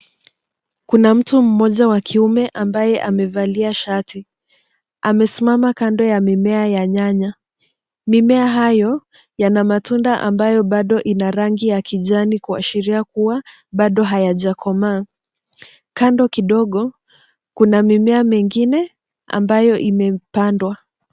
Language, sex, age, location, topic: Swahili, female, 25-35, Nairobi, agriculture